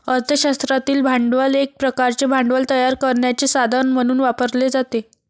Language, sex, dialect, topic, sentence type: Marathi, female, Varhadi, banking, statement